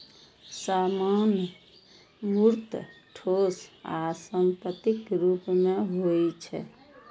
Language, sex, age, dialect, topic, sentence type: Maithili, female, 51-55, Eastern / Thethi, banking, statement